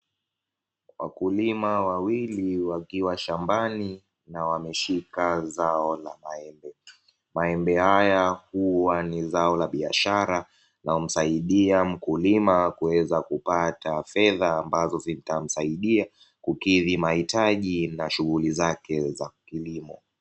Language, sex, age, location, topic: Swahili, male, 18-24, Dar es Salaam, agriculture